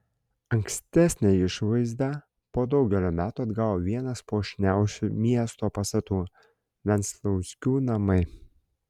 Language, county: Lithuanian, Klaipėda